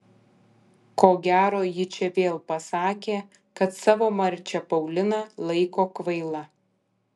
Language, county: Lithuanian, Kaunas